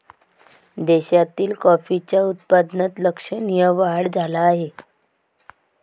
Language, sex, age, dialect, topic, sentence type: Marathi, female, 36-40, Varhadi, agriculture, statement